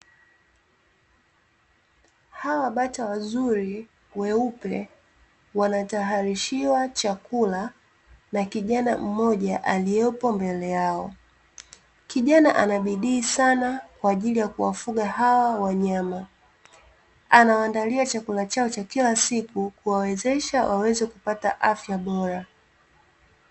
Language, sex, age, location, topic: Swahili, female, 25-35, Dar es Salaam, agriculture